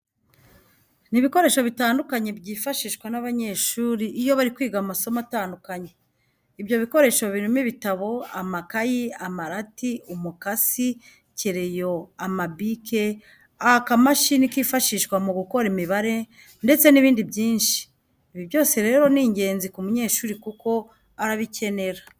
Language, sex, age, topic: Kinyarwanda, female, 50+, education